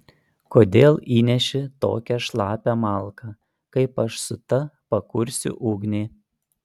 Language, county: Lithuanian, Panevėžys